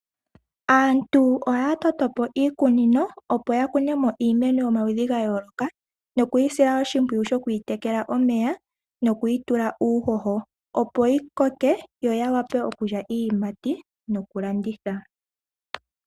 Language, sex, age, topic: Oshiwambo, female, 25-35, agriculture